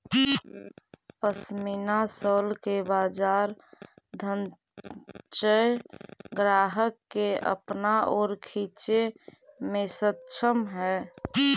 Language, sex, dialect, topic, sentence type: Magahi, female, Central/Standard, banking, statement